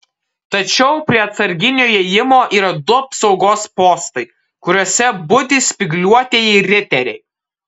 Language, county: Lithuanian, Kaunas